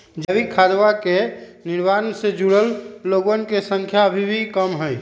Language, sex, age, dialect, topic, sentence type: Magahi, male, 18-24, Western, agriculture, statement